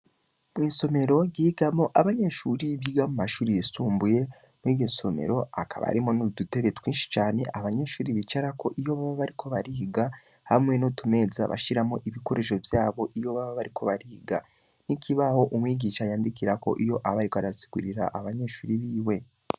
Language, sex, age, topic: Rundi, male, 18-24, education